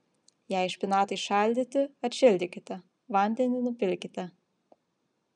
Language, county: Lithuanian, Vilnius